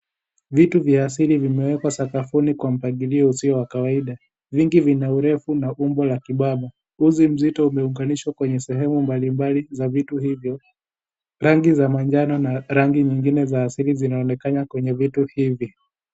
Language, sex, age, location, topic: Swahili, male, 18-24, Kisii, health